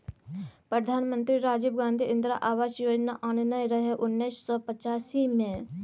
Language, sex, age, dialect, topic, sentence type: Maithili, female, 25-30, Bajjika, agriculture, statement